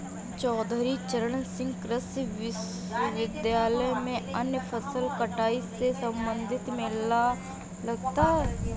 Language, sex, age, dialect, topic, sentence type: Hindi, female, 25-30, Awadhi Bundeli, agriculture, statement